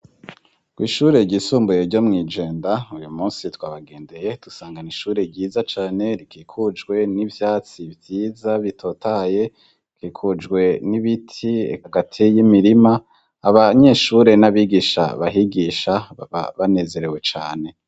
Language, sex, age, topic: Rundi, male, 25-35, education